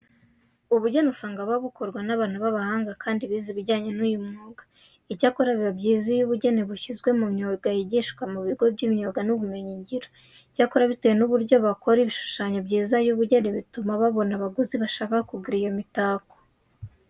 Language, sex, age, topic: Kinyarwanda, female, 18-24, education